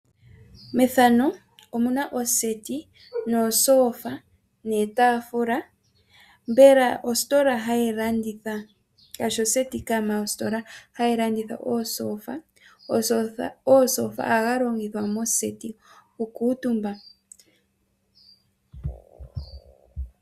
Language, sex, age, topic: Oshiwambo, female, 18-24, finance